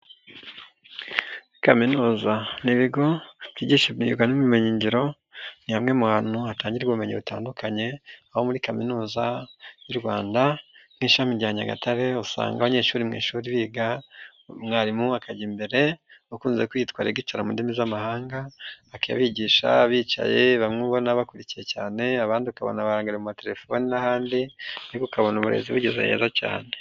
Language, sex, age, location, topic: Kinyarwanda, male, 25-35, Nyagatare, education